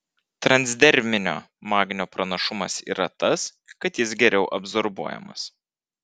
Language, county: Lithuanian, Vilnius